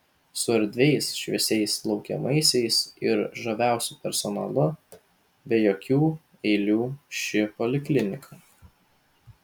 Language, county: Lithuanian, Vilnius